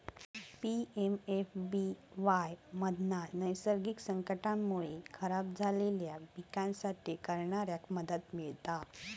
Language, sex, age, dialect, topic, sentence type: Marathi, female, 18-24, Southern Konkan, agriculture, statement